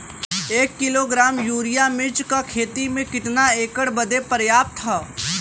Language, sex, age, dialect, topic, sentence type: Bhojpuri, male, 18-24, Western, agriculture, question